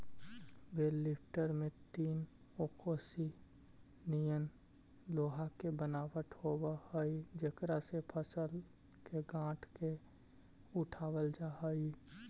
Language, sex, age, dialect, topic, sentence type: Magahi, male, 18-24, Central/Standard, banking, statement